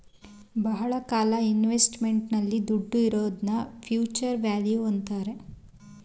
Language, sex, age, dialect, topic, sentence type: Kannada, female, 18-24, Mysore Kannada, banking, statement